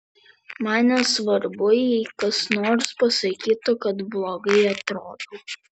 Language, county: Lithuanian, Vilnius